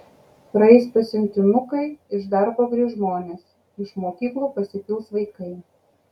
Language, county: Lithuanian, Kaunas